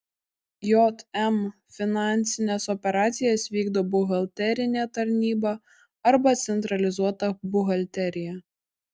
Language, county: Lithuanian, Kaunas